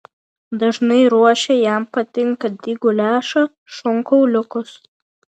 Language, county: Lithuanian, Vilnius